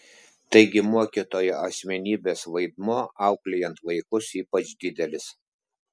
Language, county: Lithuanian, Klaipėda